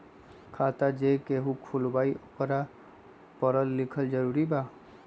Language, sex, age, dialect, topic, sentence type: Magahi, male, 25-30, Western, banking, question